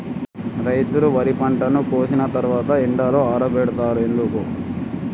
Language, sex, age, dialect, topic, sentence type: Telugu, male, 18-24, Telangana, agriculture, question